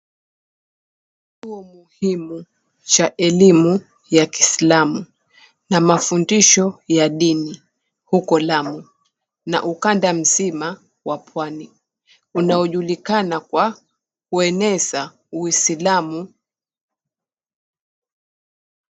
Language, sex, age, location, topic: Swahili, female, 36-49, Mombasa, government